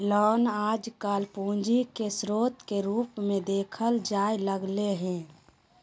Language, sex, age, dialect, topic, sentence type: Magahi, female, 46-50, Southern, banking, statement